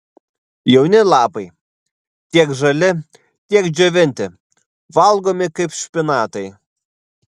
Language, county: Lithuanian, Vilnius